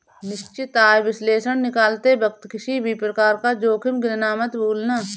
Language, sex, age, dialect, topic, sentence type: Hindi, female, 31-35, Awadhi Bundeli, banking, statement